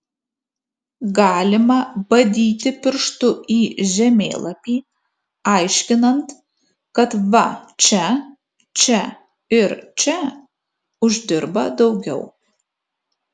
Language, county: Lithuanian, Kaunas